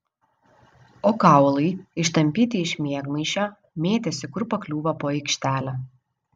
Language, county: Lithuanian, Vilnius